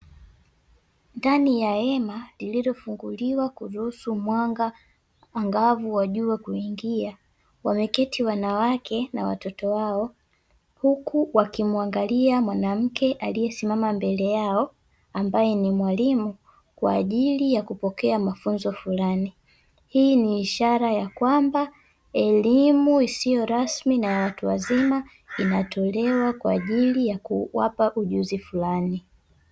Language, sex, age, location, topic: Swahili, female, 18-24, Dar es Salaam, education